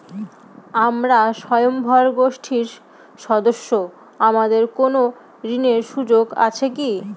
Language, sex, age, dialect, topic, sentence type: Bengali, female, 18-24, Northern/Varendri, banking, question